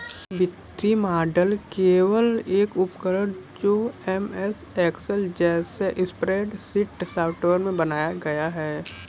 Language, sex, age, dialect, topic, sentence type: Hindi, male, 18-24, Kanauji Braj Bhasha, banking, statement